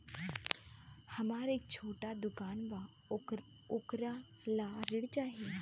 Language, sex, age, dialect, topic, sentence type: Bhojpuri, female, 25-30, Northern, banking, question